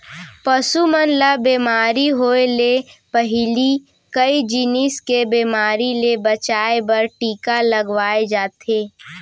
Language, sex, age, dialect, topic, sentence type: Chhattisgarhi, female, 18-24, Central, agriculture, statement